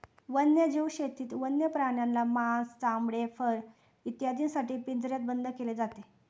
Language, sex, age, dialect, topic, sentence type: Marathi, female, 18-24, Standard Marathi, agriculture, statement